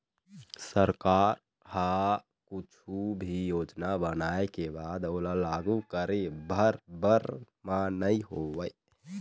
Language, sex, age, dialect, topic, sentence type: Chhattisgarhi, male, 18-24, Eastern, agriculture, statement